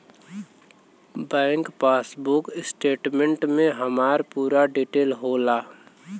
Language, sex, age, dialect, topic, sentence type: Bhojpuri, male, 18-24, Western, banking, statement